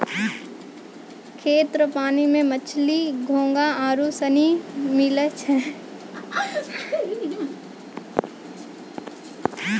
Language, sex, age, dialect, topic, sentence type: Maithili, female, 18-24, Angika, agriculture, statement